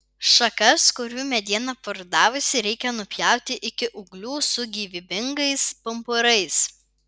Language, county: Lithuanian, Vilnius